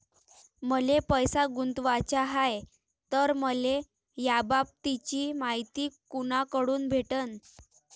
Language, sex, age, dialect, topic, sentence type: Marathi, female, 18-24, Varhadi, banking, question